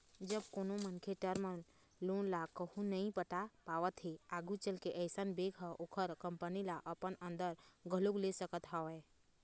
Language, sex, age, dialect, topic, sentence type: Chhattisgarhi, female, 18-24, Eastern, banking, statement